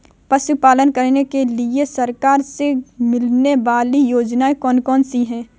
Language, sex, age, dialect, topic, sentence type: Hindi, female, 31-35, Kanauji Braj Bhasha, agriculture, question